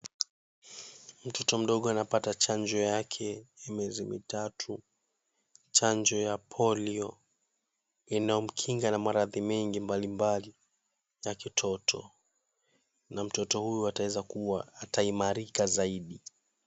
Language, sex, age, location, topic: Swahili, male, 18-24, Mombasa, health